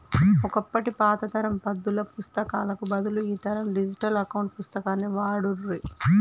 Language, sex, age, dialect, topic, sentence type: Telugu, female, 31-35, Telangana, banking, statement